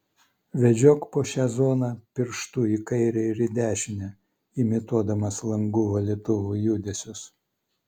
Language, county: Lithuanian, Vilnius